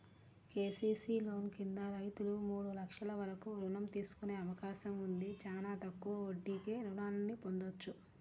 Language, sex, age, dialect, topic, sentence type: Telugu, female, 36-40, Central/Coastal, agriculture, statement